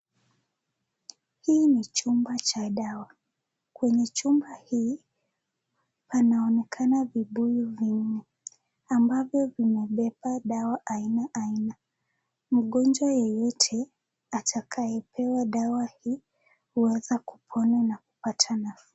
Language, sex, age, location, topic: Swahili, female, 18-24, Nakuru, health